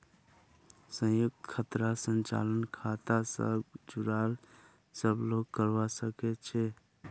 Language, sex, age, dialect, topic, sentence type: Magahi, male, 25-30, Northeastern/Surjapuri, banking, statement